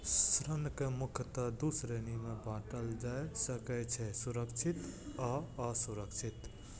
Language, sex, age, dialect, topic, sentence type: Maithili, male, 18-24, Eastern / Thethi, banking, statement